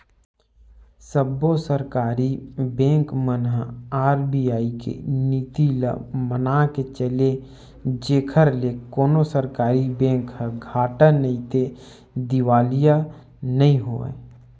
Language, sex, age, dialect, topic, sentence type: Chhattisgarhi, male, 25-30, Western/Budati/Khatahi, banking, statement